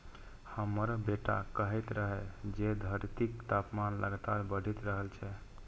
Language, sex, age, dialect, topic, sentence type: Maithili, male, 18-24, Eastern / Thethi, agriculture, statement